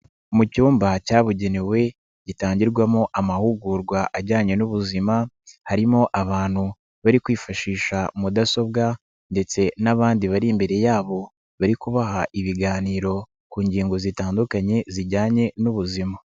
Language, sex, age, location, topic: Kinyarwanda, male, 25-35, Nyagatare, health